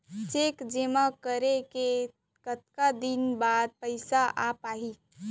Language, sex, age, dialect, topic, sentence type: Chhattisgarhi, female, 46-50, Central, banking, question